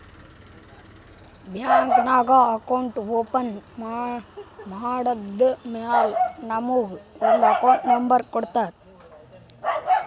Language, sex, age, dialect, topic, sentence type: Kannada, male, 18-24, Northeastern, banking, statement